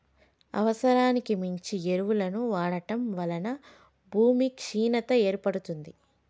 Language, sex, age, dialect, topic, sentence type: Telugu, female, 25-30, Telangana, agriculture, statement